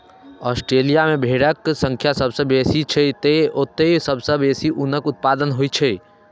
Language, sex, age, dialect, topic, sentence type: Maithili, male, 18-24, Eastern / Thethi, agriculture, statement